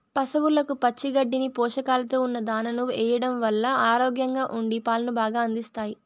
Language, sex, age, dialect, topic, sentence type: Telugu, female, 25-30, Southern, agriculture, statement